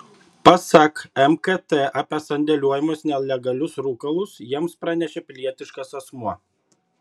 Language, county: Lithuanian, Šiauliai